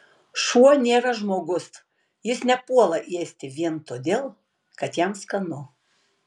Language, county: Lithuanian, Tauragė